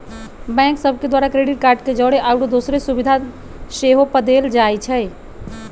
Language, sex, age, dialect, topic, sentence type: Magahi, male, 51-55, Western, banking, statement